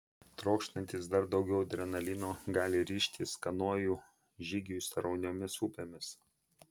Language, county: Lithuanian, Vilnius